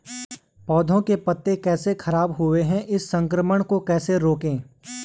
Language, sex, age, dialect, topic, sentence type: Hindi, male, 18-24, Garhwali, agriculture, question